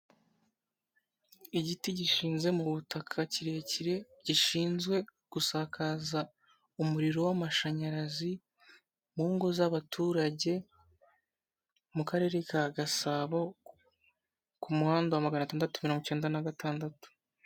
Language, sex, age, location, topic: Kinyarwanda, male, 18-24, Kigali, government